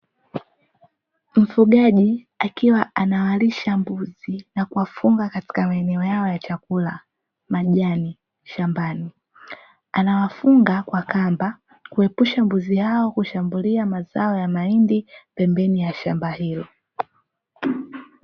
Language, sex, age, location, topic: Swahili, female, 18-24, Dar es Salaam, agriculture